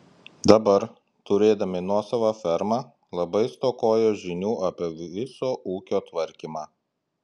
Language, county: Lithuanian, Klaipėda